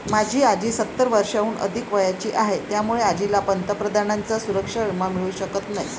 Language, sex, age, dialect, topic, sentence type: Marathi, female, 56-60, Varhadi, banking, statement